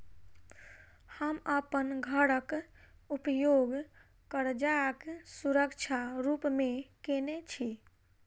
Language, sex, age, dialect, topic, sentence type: Maithili, female, 18-24, Southern/Standard, banking, statement